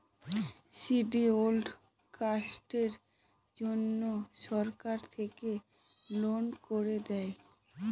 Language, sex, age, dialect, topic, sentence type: Bengali, female, 18-24, Northern/Varendri, banking, statement